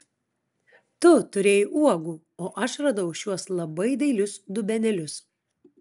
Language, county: Lithuanian, Klaipėda